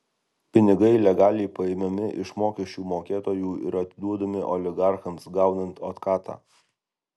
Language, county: Lithuanian, Alytus